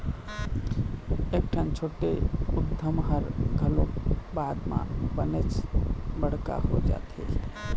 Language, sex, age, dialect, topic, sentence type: Chhattisgarhi, male, 25-30, Eastern, banking, statement